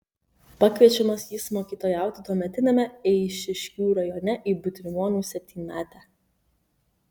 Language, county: Lithuanian, Kaunas